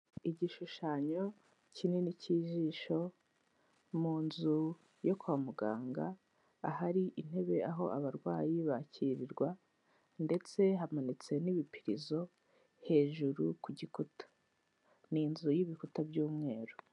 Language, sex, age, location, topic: Kinyarwanda, female, 18-24, Kigali, health